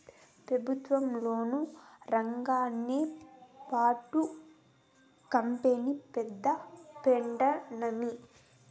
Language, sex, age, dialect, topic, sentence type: Telugu, female, 18-24, Southern, agriculture, statement